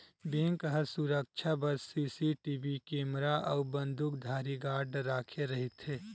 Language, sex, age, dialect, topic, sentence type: Chhattisgarhi, male, 31-35, Western/Budati/Khatahi, banking, statement